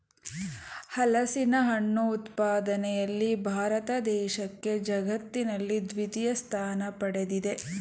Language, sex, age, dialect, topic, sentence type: Kannada, female, 31-35, Mysore Kannada, agriculture, statement